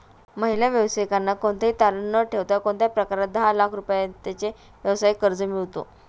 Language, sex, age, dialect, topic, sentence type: Marathi, female, 31-35, Standard Marathi, banking, question